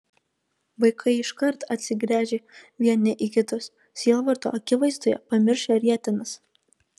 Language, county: Lithuanian, Kaunas